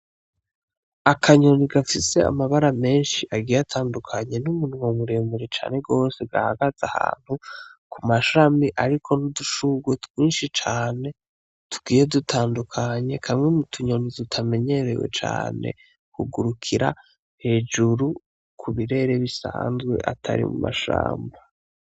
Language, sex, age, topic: Rundi, male, 18-24, agriculture